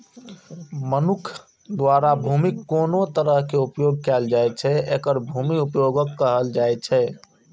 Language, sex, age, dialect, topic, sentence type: Maithili, male, 25-30, Eastern / Thethi, agriculture, statement